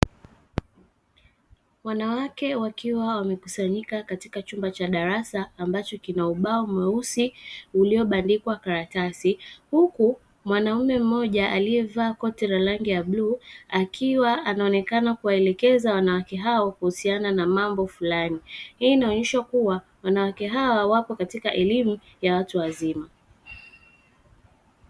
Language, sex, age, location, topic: Swahili, female, 18-24, Dar es Salaam, education